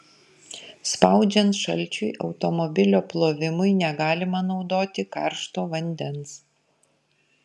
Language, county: Lithuanian, Kaunas